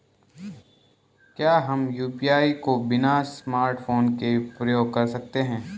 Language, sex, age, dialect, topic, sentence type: Hindi, male, 18-24, Garhwali, banking, question